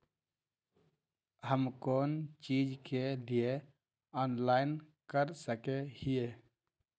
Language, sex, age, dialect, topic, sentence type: Magahi, male, 51-55, Northeastern/Surjapuri, banking, question